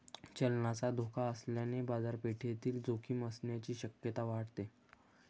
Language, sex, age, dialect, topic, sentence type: Marathi, female, 18-24, Varhadi, banking, statement